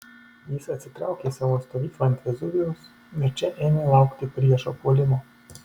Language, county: Lithuanian, Kaunas